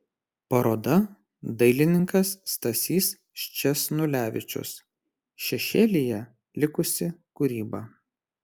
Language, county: Lithuanian, Kaunas